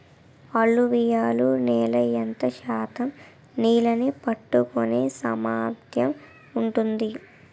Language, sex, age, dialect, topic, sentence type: Telugu, female, 18-24, Utterandhra, agriculture, question